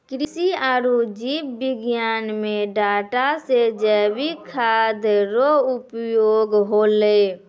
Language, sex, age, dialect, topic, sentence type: Maithili, female, 56-60, Angika, agriculture, statement